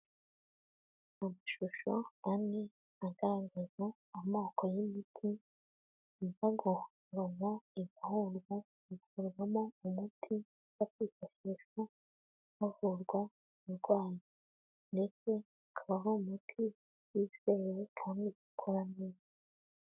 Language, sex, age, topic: Kinyarwanda, female, 18-24, health